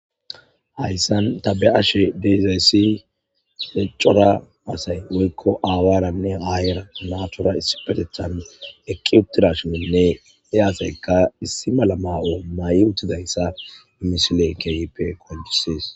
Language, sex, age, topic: Gamo, male, 25-35, government